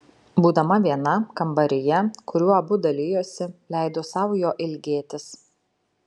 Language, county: Lithuanian, Šiauliai